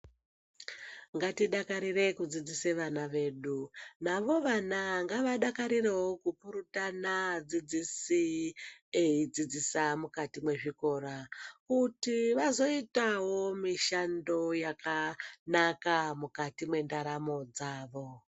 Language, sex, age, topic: Ndau, male, 18-24, health